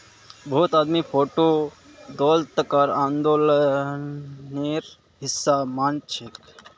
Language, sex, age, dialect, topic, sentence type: Magahi, male, 51-55, Northeastern/Surjapuri, banking, statement